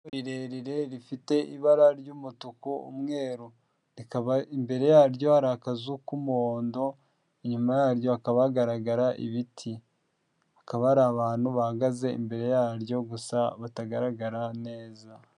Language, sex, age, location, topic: Kinyarwanda, male, 50+, Kigali, government